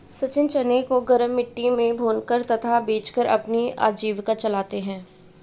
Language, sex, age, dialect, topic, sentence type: Hindi, female, 25-30, Marwari Dhudhari, agriculture, statement